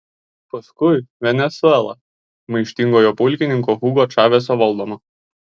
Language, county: Lithuanian, Kaunas